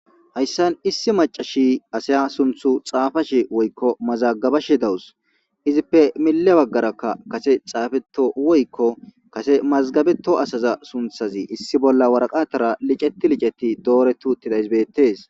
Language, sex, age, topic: Gamo, male, 25-35, government